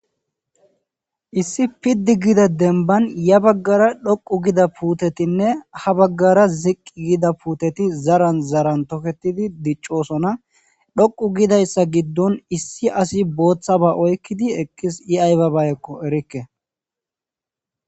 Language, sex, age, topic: Gamo, male, 25-35, agriculture